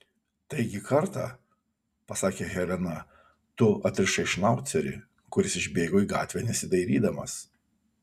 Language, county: Lithuanian, Kaunas